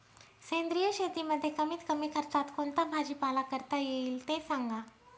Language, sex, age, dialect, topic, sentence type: Marathi, female, 31-35, Northern Konkan, agriculture, question